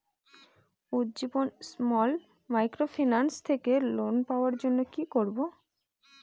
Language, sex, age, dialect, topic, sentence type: Bengali, female, 25-30, Northern/Varendri, banking, question